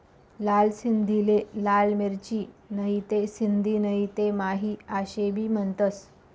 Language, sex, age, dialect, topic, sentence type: Marathi, female, 25-30, Northern Konkan, agriculture, statement